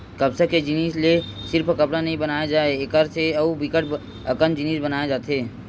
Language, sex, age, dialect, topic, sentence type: Chhattisgarhi, male, 60-100, Western/Budati/Khatahi, agriculture, statement